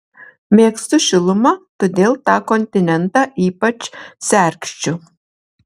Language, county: Lithuanian, Marijampolė